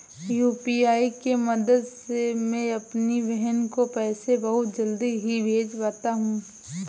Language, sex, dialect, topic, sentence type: Hindi, female, Kanauji Braj Bhasha, banking, statement